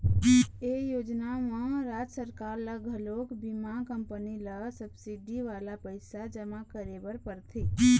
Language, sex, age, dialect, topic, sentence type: Chhattisgarhi, female, 18-24, Eastern, agriculture, statement